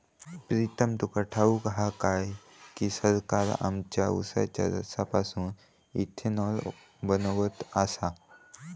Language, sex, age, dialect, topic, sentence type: Marathi, male, 18-24, Southern Konkan, agriculture, statement